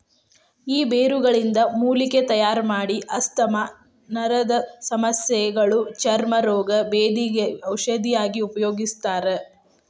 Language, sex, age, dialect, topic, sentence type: Kannada, female, 25-30, Dharwad Kannada, agriculture, statement